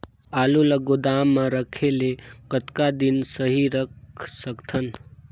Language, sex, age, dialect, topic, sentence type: Chhattisgarhi, male, 18-24, Northern/Bhandar, agriculture, question